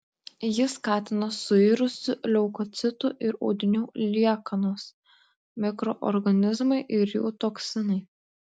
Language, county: Lithuanian, Klaipėda